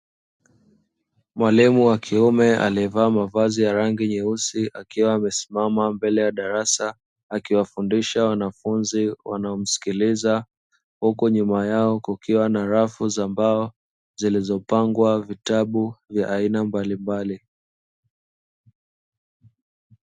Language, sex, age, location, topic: Swahili, male, 25-35, Dar es Salaam, education